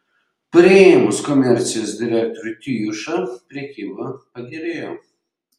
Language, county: Lithuanian, Šiauliai